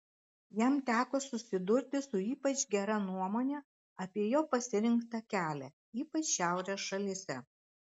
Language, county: Lithuanian, Klaipėda